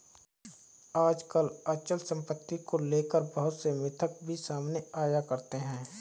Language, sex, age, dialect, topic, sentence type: Hindi, male, 25-30, Awadhi Bundeli, banking, statement